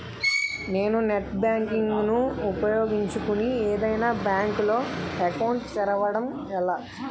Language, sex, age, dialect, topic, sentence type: Telugu, male, 25-30, Utterandhra, banking, question